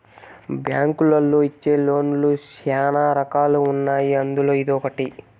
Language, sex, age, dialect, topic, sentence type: Telugu, male, 18-24, Southern, banking, statement